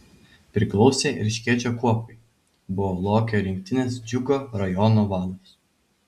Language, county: Lithuanian, Vilnius